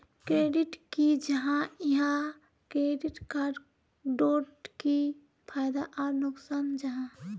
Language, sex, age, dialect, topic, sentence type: Magahi, female, 18-24, Northeastern/Surjapuri, banking, question